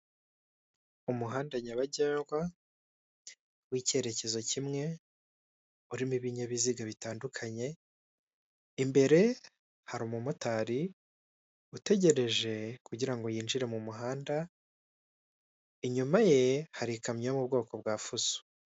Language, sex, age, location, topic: Kinyarwanda, male, 18-24, Kigali, government